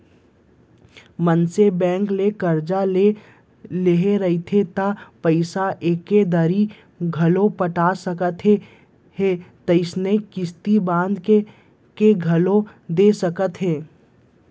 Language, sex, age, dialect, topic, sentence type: Chhattisgarhi, male, 60-100, Central, banking, statement